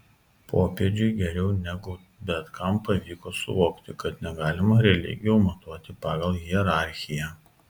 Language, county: Lithuanian, Kaunas